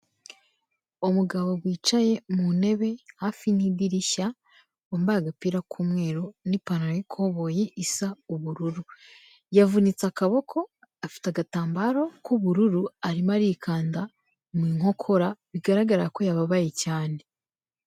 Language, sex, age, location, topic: Kinyarwanda, female, 25-35, Kigali, health